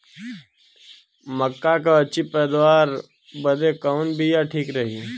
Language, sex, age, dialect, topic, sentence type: Bhojpuri, male, 18-24, Western, agriculture, question